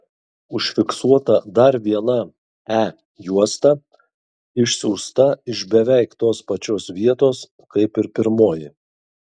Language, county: Lithuanian, Kaunas